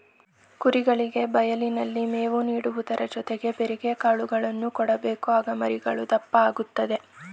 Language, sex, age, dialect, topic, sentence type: Kannada, male, 18-24, Mysore Kannada, agriculture, statement